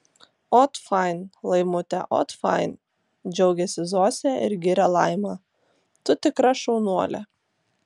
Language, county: Lithuanian, Vilnius